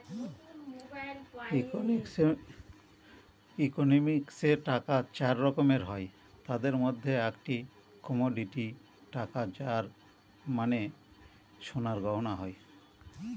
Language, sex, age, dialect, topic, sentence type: Bengali, male, 46-50, Northern/Varendri, banking, statement